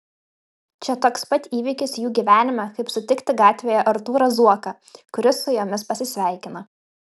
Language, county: Lithuanian, Kaunas